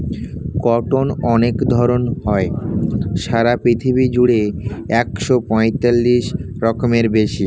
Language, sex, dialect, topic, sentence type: Bengali, male, Standard Colloquial, agriculture, statement